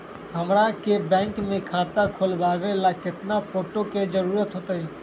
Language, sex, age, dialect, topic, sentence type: Magahi, male, 18-24, Western, banking, question